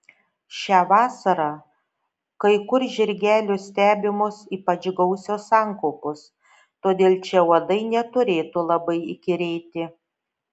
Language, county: Lithuanian, Šiauliai